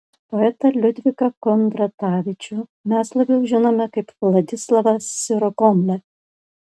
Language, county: Lithuanian, Panevėžys